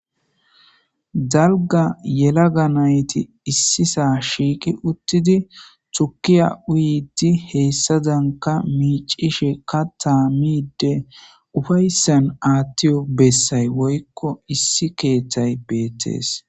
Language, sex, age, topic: Gamo, male, 18-24, government